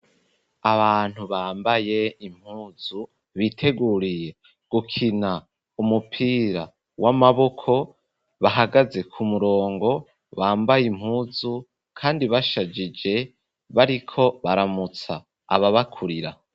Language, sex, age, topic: Rundi, male, 18-24, education